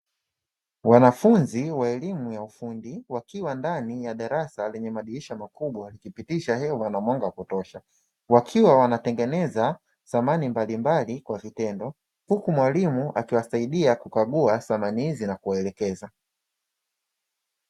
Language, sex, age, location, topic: Swahili, male, 25-35, Dar es Salaam, education